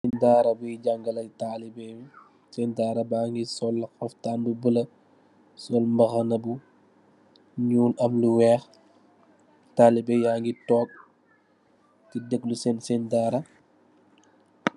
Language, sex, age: Wolof, male, 25-35